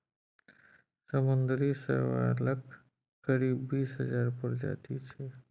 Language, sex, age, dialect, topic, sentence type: Maithili, male, 36-40, Bajjika, agriculture, statement